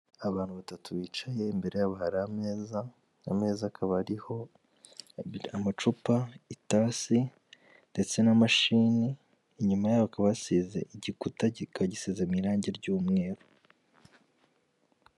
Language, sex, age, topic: Kinyarwanda, male, 18-24, government